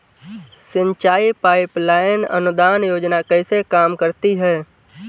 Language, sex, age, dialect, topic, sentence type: Hindi, male, 18-24, Marwari Dhudhari, agriculture, question